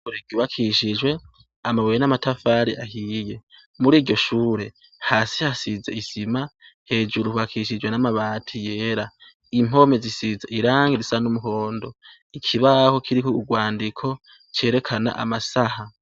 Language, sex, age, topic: Rundi, male, 18-24, education